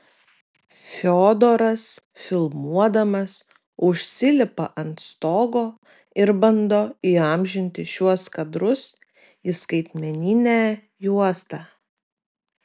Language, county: Lithuanian, Vilnius